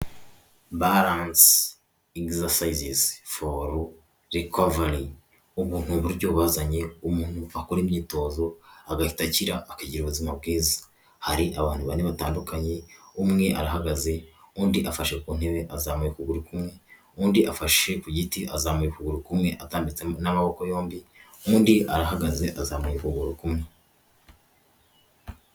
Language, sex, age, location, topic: Kinyarwanda, male, 18-24, Huye, health